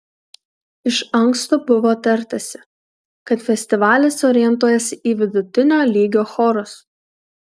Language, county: Lithuanian, Kaunas